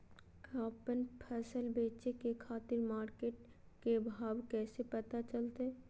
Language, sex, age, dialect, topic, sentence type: Magahi, female, 25-30, Southern, agriculture, question